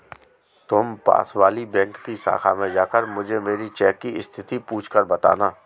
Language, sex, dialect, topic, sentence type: Hindi, male, Marwari Dhudhari, banking, statement